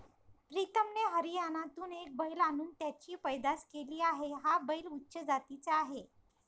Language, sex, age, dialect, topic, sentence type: Marathi, female, 25-30, Varhadi, agriculture, statement